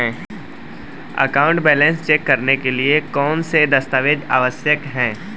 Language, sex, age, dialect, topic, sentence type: Hindi, male, 18-24, Marwari Dhudhari, banking, question